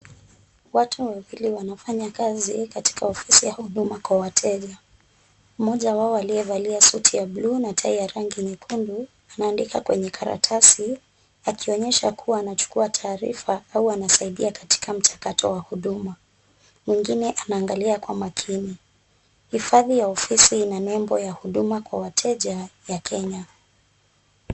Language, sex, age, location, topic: Swahili, female, 25-35, Kisumu, government